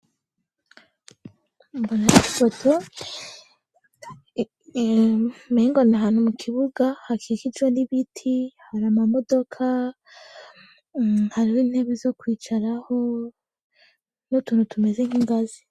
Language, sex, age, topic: Rundi, female, 18-24, education